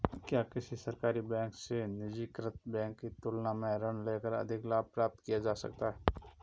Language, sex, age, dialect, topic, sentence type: Hindi, male, 31-35, Marwari Dhudhari, banking, question